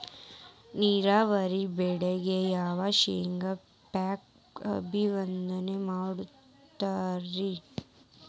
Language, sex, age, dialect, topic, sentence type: Kannada, female, 18-24, Dharwad Kannada, agriculture, question